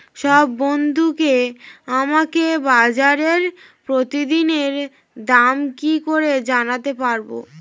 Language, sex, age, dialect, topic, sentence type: Bengali, female, 18-24, Standard Colloquial, agriculture, question